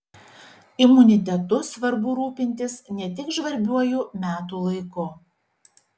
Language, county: Lithuanian, Šiauliai